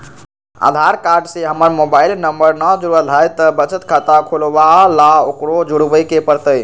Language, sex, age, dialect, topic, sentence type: Magahi, male, 56-60, Western, banking, question